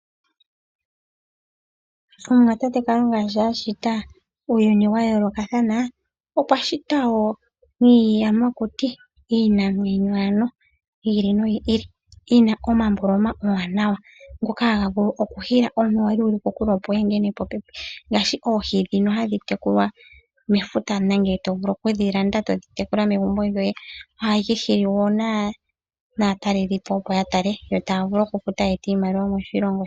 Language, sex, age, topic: Oshiwambo, female, 25-35, agriculture